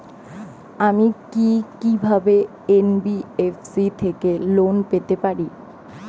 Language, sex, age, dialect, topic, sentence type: Bengali, female, 18-24, Standard Colloquial, banking, question